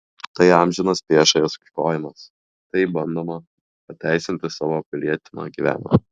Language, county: Lithuanian, Klaipėda